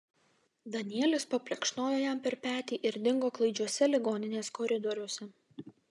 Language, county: Lithuanian, Vilnius